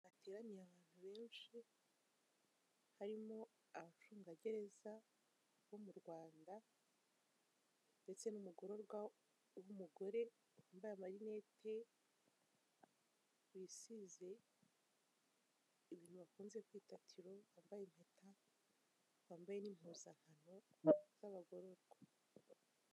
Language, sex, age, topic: Kinyarwanda, female, 18-24, government